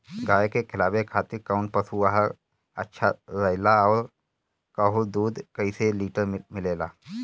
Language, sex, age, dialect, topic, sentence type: Bhojpuri, male, 31-35, Northern, agriculture, question